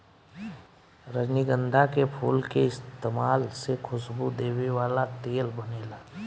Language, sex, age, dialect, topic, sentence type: Bhojpuri, male, 18-24, Southern / Standard, agriculture, statement